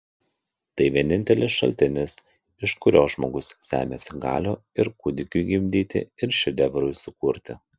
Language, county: Lithuanian, Kaunas